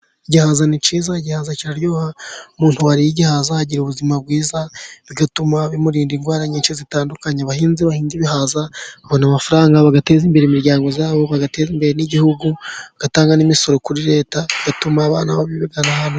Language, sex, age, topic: Kinyarwanda, male, 36-49, agriculture